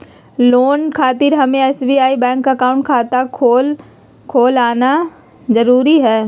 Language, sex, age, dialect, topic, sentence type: Magahi, female, 31-35, Southern, banking, question